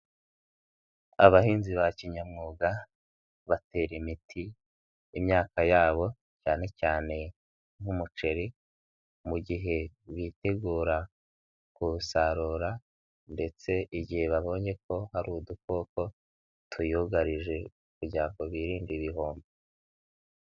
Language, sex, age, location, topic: Kinyarwanda, male, 18-24, Nyagatare, agriculture